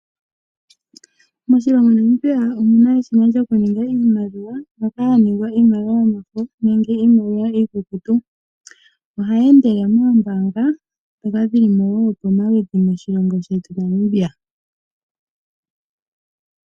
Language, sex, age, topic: Oshiwambo, female, 18-24, finance